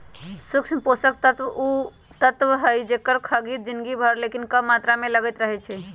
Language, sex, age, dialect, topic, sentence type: Magahi, female, 25-30, Western, agriculture, statement